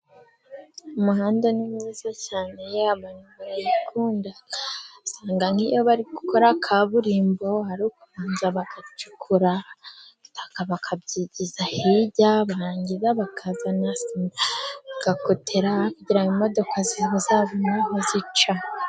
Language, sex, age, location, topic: Kinyarwanda, female, 25-35, Musanze, government